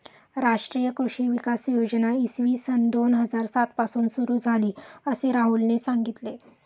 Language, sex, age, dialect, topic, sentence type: Marathi, female, 36-40, Standard Marathi, agriculture, statement